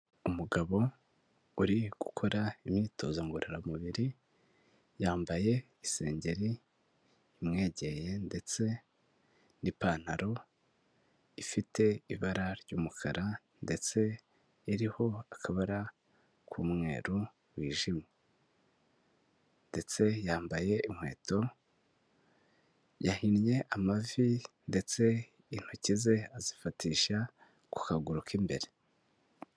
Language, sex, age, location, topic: Kinyarwanda, male, 18-24, Huye, health